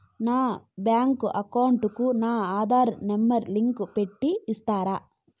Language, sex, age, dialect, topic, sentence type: Telugu, female, 25-30, Southern, banking, question